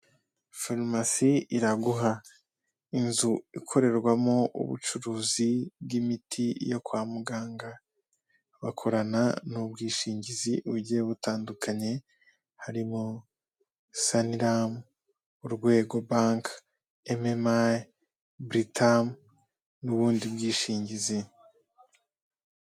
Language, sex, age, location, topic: Kinyarwanda, male, 18-24, Kigali, health